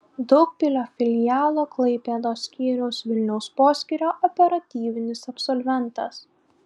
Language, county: Lithuanian, Klaipėda